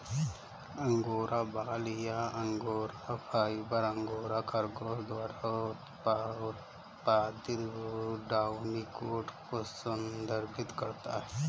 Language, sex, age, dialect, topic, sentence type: Hindi, male, 25-30, Kanauji Braj Bhasha, agriculture, statement